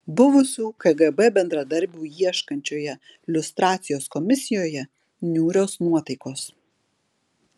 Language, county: Lithuanian, Alytus